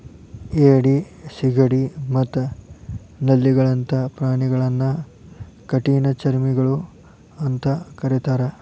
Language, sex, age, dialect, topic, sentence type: Kannada, male, 18-24, Dharwad Kannada, agriculture, statement